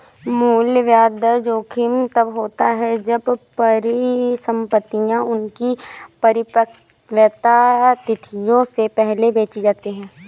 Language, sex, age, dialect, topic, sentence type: Hindi, female, 18-24, Awadhi Bundeli, banking, statement